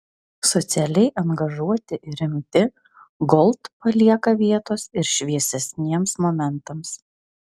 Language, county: Lithuanian, Vilnius